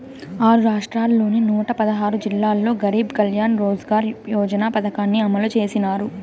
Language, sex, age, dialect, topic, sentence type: Telugu, female, 18-24, Southern, banking, statement